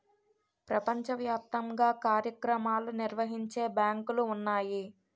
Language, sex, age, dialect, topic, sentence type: Telugu, female, 18-24, Utterandhra, banking, statement